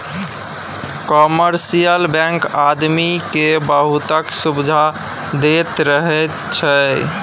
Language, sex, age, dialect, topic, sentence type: Maithili, male, 18-24, Bajjika, banking, statement